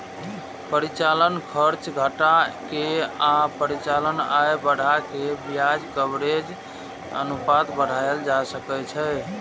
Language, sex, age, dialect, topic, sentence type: Maithili, male, 31-35, Eastern / Thethi, banking, statement